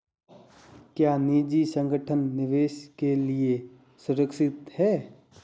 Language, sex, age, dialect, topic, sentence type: Hindi, male, 18-24, Marwari Dhudhari, banking, question